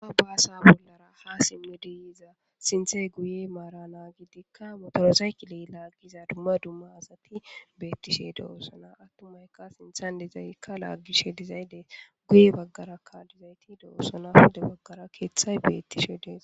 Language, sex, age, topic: Gamo, male, 18-24, government